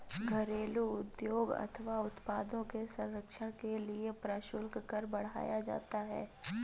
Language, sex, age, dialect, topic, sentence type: Hindi, female, 25-30, Awadhi Bundeli, banking, statement